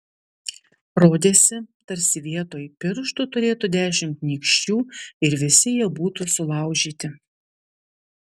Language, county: Lithuanian, Vilnius